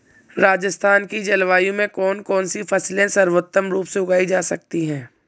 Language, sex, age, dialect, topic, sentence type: Hindi, female, 18-24, Marwari Dhudhari, agriculture, question